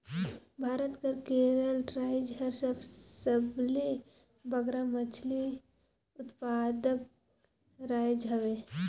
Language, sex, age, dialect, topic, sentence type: Chhattisgarhi, female, 18-24, Northern/Bhandar, agriculture, statement